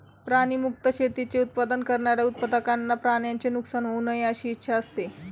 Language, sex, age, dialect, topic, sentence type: Marathi, female, 18-24, Standard Marathi, agriculture, statement